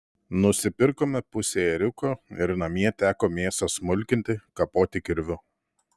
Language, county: Lithuanian, Telšiai